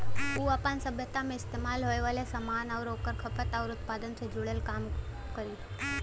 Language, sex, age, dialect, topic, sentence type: Bhojpuri, female, 18-24, Western, banking, statement